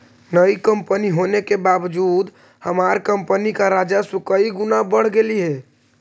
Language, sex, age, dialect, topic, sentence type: Magahi, male, 18-24, Central/Standard, agriculture, statement